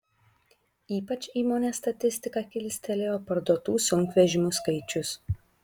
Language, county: Lithuanian, Kaunas